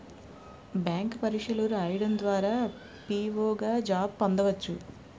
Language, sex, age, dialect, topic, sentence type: Telugu, female, 36-40, Utterandhra, banking, statement